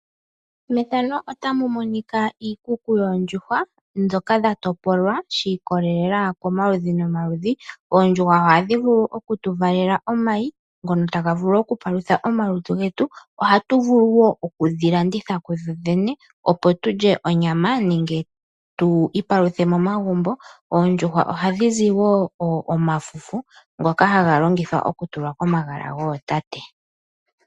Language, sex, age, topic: Oshiwambo, female, 25-35, agriculture